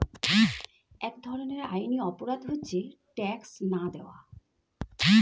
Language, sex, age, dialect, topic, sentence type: Bengali, female, 41-45, Standard Colloquial, banking, statement